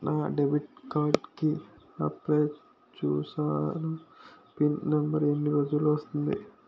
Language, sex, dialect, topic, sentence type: Telugu, male, Utterandhra, banking, question